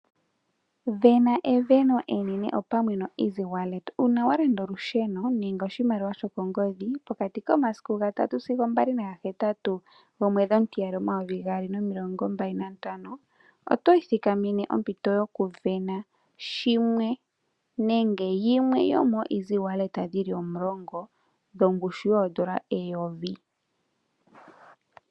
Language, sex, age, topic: Oshiwambo, female, 18-24, finance